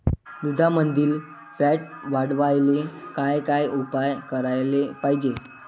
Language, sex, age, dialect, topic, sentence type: Marathi, male, 25-30, Varhadi, agriculture, question